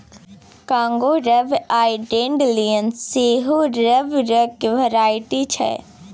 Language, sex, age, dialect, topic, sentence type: Maithili, female, 41-45, Bajjika, agriculture, statement